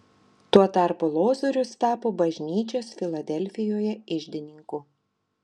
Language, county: Lithuanian, Telšiai